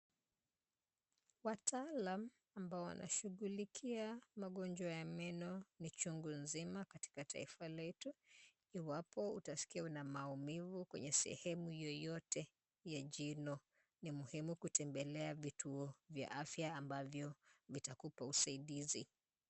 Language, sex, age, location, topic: Swahili, female, 25-35, Kisumu, health